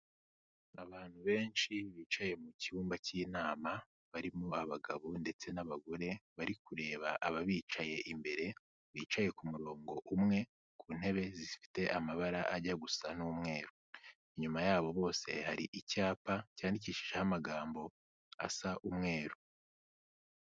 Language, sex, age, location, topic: Kinyarwanda, male, 18-24, Kigali, health